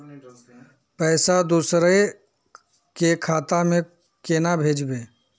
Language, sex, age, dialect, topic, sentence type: Magahi, male, 41-45, Northeastern/Surjapuri, banking, question